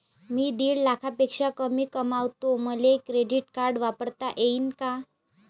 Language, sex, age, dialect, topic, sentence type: Marathi, female, 18-24, Varhadi, banking, question